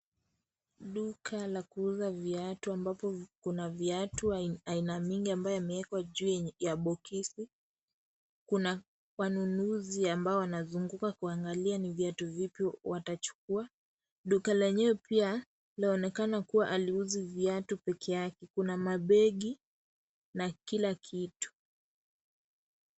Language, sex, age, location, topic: Swahili, female, 18-24, Kisii, finance